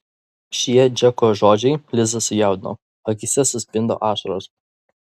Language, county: Lithuanian, Vilnius